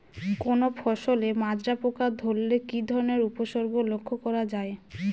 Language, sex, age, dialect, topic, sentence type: Bengali, female, 25-30, Northern/Varendri, agriculture, question